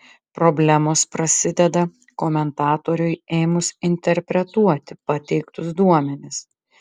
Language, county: Lithuanian, Klaipėda